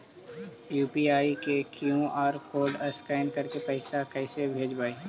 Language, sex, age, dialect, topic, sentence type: Magahi, male, 18-24, Central/Standard, banking, question